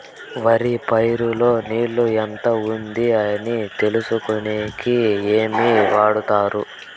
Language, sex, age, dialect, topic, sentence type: Telugu, male, 18-24, Southern, agriculture, question